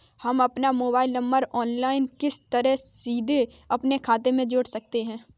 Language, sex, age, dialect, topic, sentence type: Hindi, female, 18-24, Kanauji Braj Bhasha, banking, question